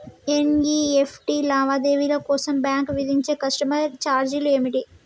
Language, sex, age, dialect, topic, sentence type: Telugu, male, 25-30, Telangana, banking, question